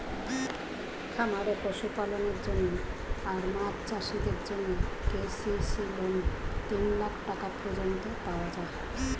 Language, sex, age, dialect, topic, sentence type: Bengali, female, 41-45, Standard Colloquial, agriculture, statement